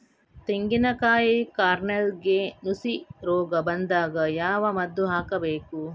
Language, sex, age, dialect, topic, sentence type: Kannada, female, 56-60, Coastal/Dakshin, agriculture, question